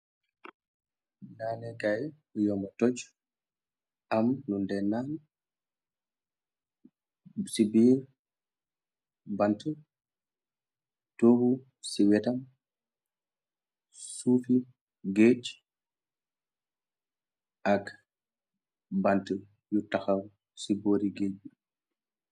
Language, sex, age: Wolof, male, 25-35